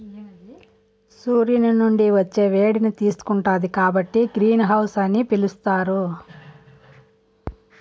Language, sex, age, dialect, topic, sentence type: Telugu, female, 41-45, Southern, agriculture, statement